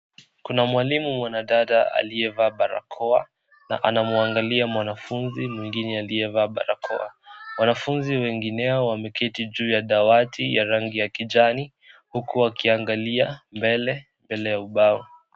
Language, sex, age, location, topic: Swahili, male, 18-24, Kisii, health